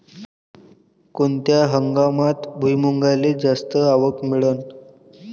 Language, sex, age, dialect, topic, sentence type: Marathi, male, 18-24, Varhadi, agriculture, question